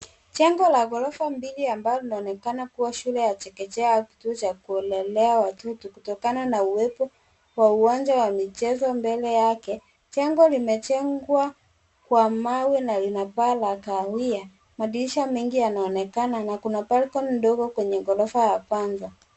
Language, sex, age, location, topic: Swahili, female, 25-35, Nairobi, education